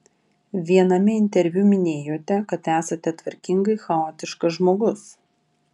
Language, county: Lithuanian, Vilnius